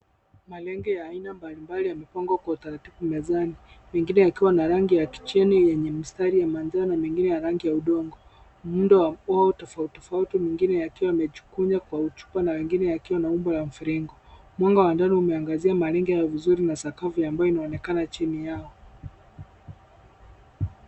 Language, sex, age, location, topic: Swahili, male, 25-35, Kisumu, finance